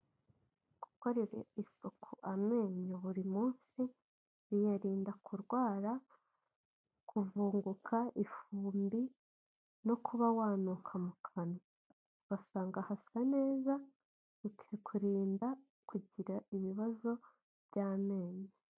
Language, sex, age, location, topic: Kinyarwanda, female, 25-35, Kigali, health